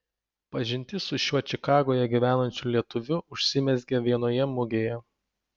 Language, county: Lithuanian, Panevėžys